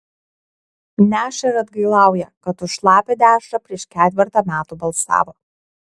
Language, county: Lithuanian, Kaunas